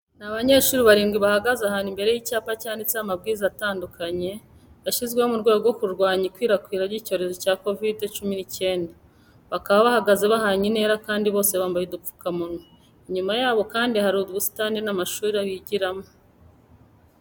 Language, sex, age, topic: Kinyarwanda, female, 25-35, education